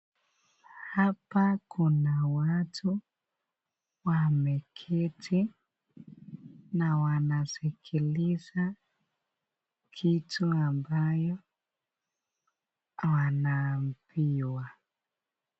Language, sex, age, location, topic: Swahili, male, 18-24, Nakuru, government